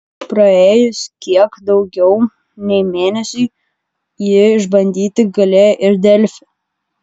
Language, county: Lithuanian, Kaunas